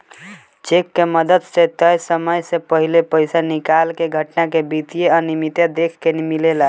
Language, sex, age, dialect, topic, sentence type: Bhojpuri, female, 51-55, Southern / Standard, banking, statement